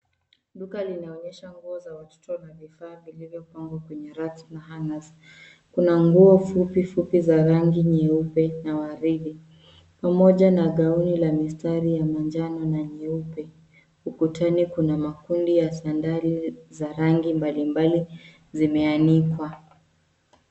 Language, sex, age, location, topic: Swahili, female, 25-35, Nairobi, finance